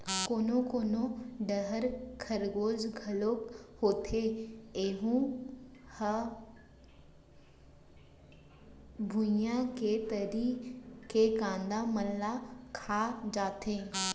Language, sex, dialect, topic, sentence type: Chhattisgarhi, female, Central, agriculture, statement